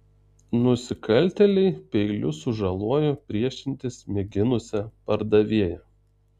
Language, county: Lithuanian, Tauragė